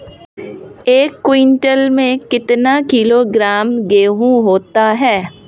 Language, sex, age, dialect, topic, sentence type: Hindi, female, 31-35, Marwari Dhudhari, agriculture, question